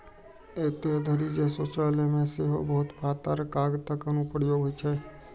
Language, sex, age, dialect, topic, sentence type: Maithili, male, 18-24, Eastern / Thethi, agriculture, statement